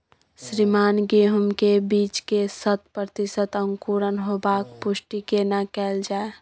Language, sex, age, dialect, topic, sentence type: Maithili, female, 18-24, Bajjika, agriculture, question